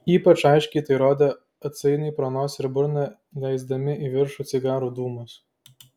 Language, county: Lithuanian, Klaipėda